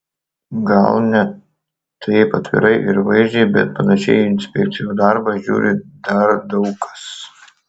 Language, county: Lithuanian, Kaunas